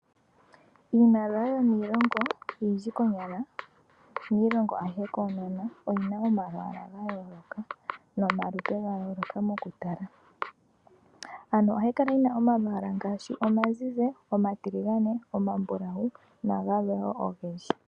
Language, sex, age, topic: Oshiwambo, female, 25-35, finance